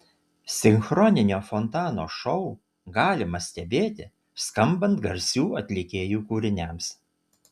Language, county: Lithuanian, Utena